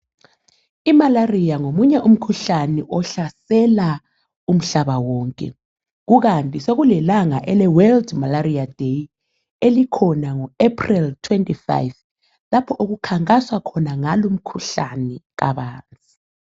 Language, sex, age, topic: North Ndebele, female, 25-35, health